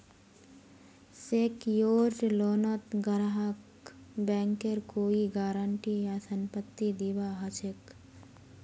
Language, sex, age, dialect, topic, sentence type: Magahi, female, 18-24, Northeastern/Surjapuri, banking, statement